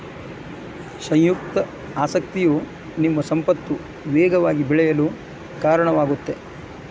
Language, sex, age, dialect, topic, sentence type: Kannada, male, 56-60, Dharwad Kannada, banking, statement